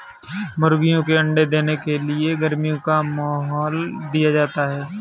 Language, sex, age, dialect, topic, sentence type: Hindi, male, 18-24, Kanauji Braj Bhasha, agriculture, statement